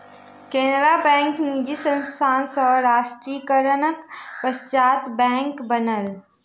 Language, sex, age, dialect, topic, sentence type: Maithili, female, 31-35, Southern/Standard, banking, statement